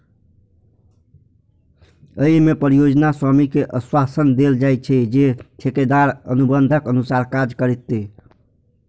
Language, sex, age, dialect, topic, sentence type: Maithili, male, 46-50, Eastern / Thethi, banking, statement